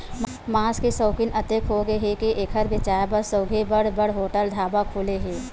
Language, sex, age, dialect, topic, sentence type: Chhattisgarhi, female, 25-30, Western/Budati/Khatahi, agriculture, statement